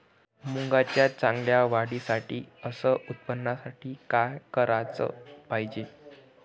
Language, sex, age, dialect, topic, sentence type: Marathi, male, 25-30, Varhadi, agriculture, question